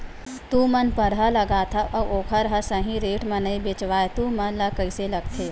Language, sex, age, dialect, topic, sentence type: Chhattisgarhi, female, 25-30, Western/Budati/Khatahi, agriculture, question